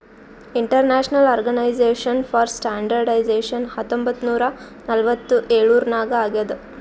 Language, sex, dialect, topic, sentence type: Kannada, female, Northeastern, banking, statement